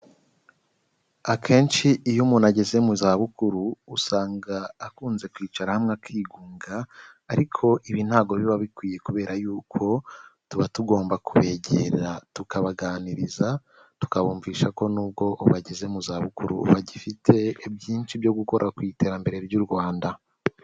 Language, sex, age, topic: Kinyarwanda, male, 18-24, health